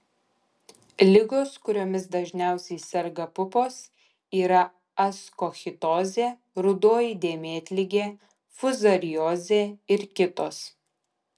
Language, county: Lithuanian, Kaunas